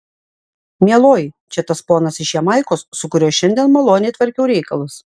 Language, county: Lithuanian, Klaipėda